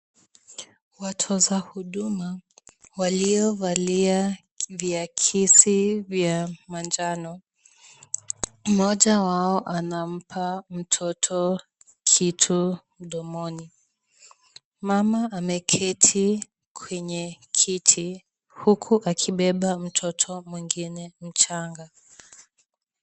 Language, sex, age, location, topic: Swahili, female, 18-24, Kisumu, health